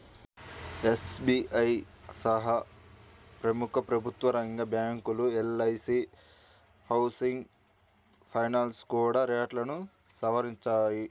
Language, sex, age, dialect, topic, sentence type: Telugu, male, 18-24, Central/Coastal, banking, statement